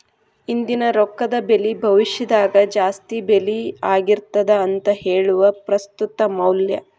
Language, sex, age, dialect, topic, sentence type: Kannada, female, 36-40, Dharwad Kannada, banking, statement